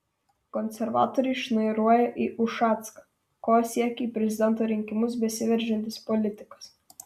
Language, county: Lithuanian, Vilnius